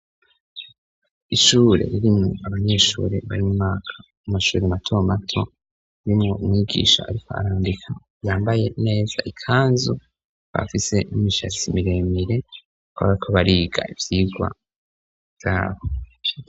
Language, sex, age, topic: Rundi, male, 25-35, education